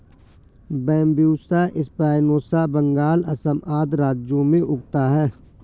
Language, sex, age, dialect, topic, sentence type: Hindi, male, 41-45, Awadhi Bundeli, agriculture, statement